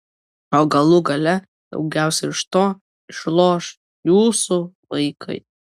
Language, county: Lithuanian, Kaunas